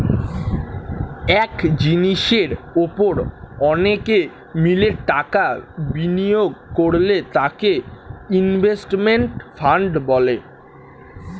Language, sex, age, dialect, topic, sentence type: Bengali, male, <18, Standard Colloquial, banking, statement